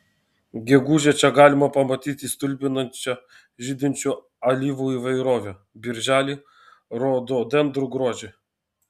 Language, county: Lithuanian, Vilnius